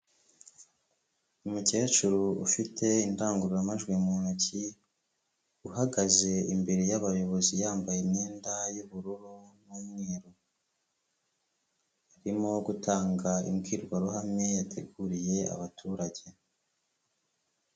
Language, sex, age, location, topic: Kinyarwanda, female, 25-35, Kigali, health